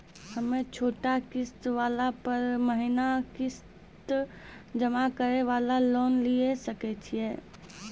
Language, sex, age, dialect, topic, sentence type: Maithili, female, 18-24, Angika, banking, question